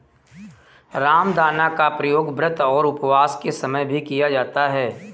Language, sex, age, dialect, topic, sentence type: Hindi, male, 18-24, Awadhi Bundeli, agriculture, statement